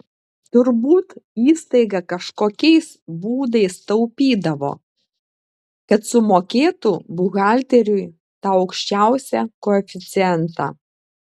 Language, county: Lithuanian, Klaipėda